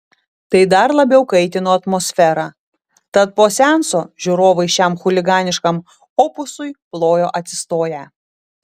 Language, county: Lithuanian, Utena